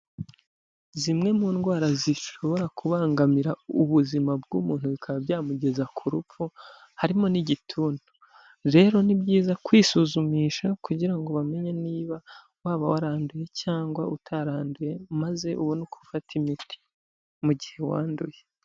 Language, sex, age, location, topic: Kinyarwanda, male, 25-35, Huye, health